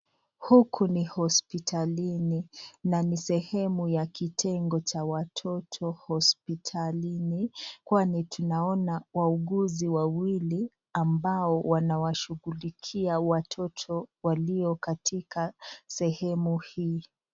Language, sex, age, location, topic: Swahili, female, 36-49, Nakuru, health